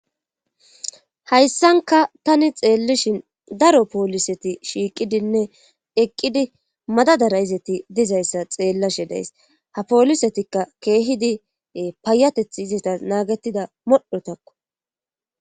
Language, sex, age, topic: Gamo, female, 25-35, government